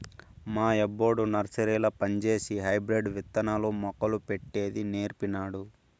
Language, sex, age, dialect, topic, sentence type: Telugu, male, 18-24, Southern, agriculture, statement